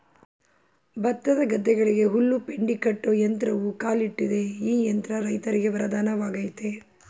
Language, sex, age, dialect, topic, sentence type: Kannada, female, 36-40, Mysore Kannada, agriculture, statement